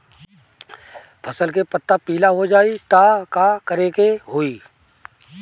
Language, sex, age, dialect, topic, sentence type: Bhojpuri, male, 36-40, Northern, agriculture, question